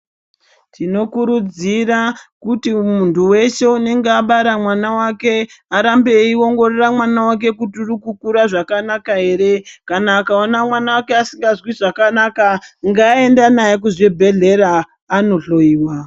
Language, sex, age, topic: Ndau, male, 36-49, health